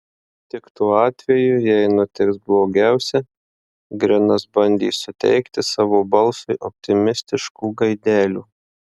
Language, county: Lithuanian, Marijampolė